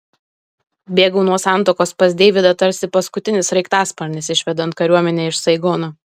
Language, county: Lithuanian, Alytus